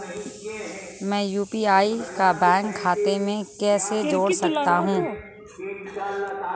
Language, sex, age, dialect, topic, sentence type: Hindi, female, 18-24, Marwari Dhudhari, banking, question